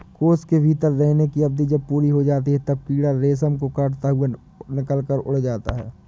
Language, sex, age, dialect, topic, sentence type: Hindi, male, 18-24, Awadhi Bundeli, agriculture, statement